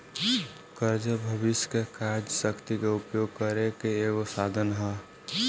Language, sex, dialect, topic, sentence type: Bhojpuri, male, Southern / Standard, banking, statement